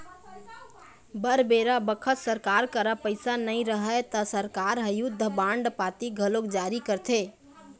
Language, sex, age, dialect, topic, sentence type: Chhattisgarhi, female, 18-24, Eastern, banking, statement